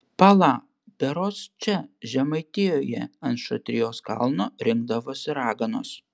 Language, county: Lithuanian, Panevėžys